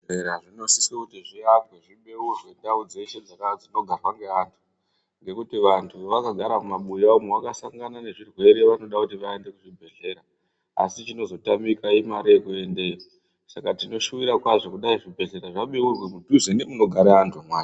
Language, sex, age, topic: Ndau, female, 36-49, health